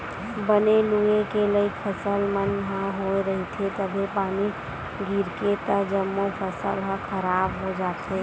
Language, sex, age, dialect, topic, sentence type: Chhattisgarhi, female, 25-30, Western/Budati/Khatahi, agriculture, statement